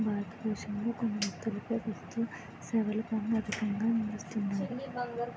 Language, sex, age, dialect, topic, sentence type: Telugu, female, 18-24, Utterandhra, banking, statement